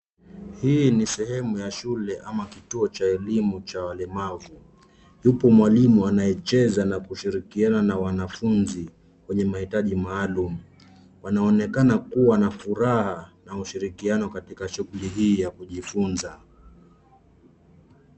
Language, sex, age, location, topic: Swahili, male, 25-35, Nairobi, education